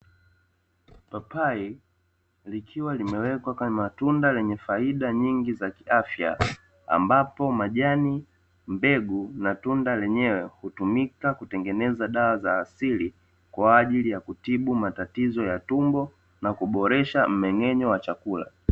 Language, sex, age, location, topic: Swahili, male, 25-35, Dar es Salaam, health